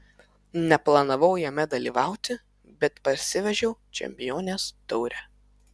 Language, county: Lithuanian, Vilnius